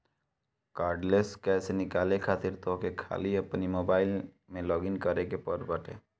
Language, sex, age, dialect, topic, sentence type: Bhojpuri, male, 18-24, Northern, banking, statement